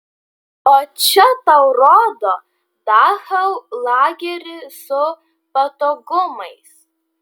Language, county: Lithuanian, Vilnius